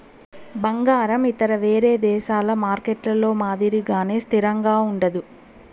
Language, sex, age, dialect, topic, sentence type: Telugu, female, 25-30, Southern, banking, statement